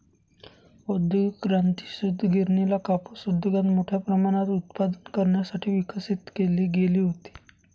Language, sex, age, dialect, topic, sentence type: Marathi, male, 25-30, Northern Konkan, agriculture, statement